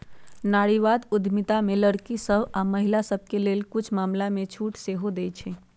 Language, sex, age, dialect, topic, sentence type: Magahi, female, 51-55, Western, banking, statement